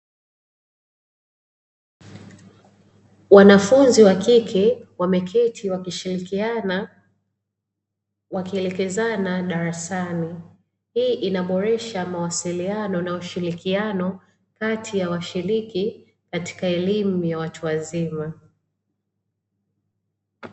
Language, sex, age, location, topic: Swahili, female, 25-35, Dar es Salaam, education